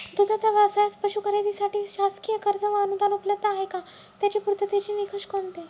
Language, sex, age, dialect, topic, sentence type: Marathi, male, 18-24, Northern Konkan, agriculture, question